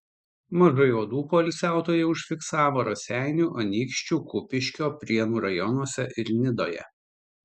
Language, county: Lithuanian, Tauragė